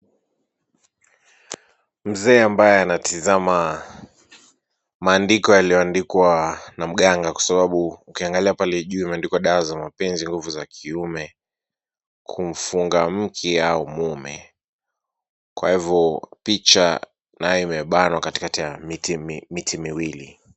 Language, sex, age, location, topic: Swahili, male, 18-24, Kisumu, health